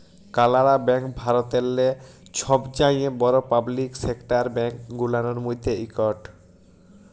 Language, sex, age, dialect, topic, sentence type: Bengali, male, 18-24, Jharkhandi, banking, statement